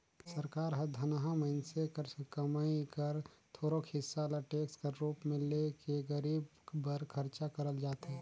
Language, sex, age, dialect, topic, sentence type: Chhattisgarhi, male, 36-40, Northern/Bhandar, banking, statement